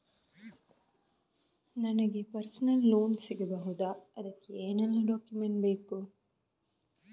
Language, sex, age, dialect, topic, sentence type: Kannada, female, 25-30, Coastal/Dakshin, banking, question